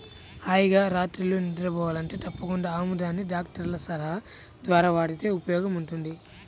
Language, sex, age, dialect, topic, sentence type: Telugu, male, 31-35, Central/Coastal, agriculture, statement